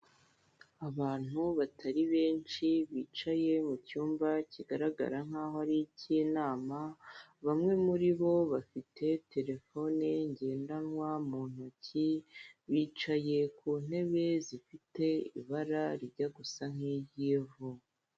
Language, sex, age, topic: Kinyarwanda, female, 18-24, government